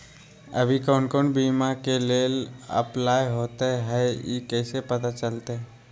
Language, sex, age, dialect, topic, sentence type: Magahi, male, 25-30, Western, banking, question